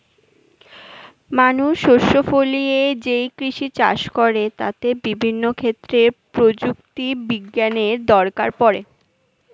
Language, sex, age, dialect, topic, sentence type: Bengali, female, 60-100, Standard Colloquial, agriculture, statement